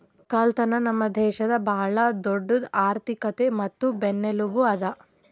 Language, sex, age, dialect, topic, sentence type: Kannada, female, 18-24, Northeastern, agriculture, statement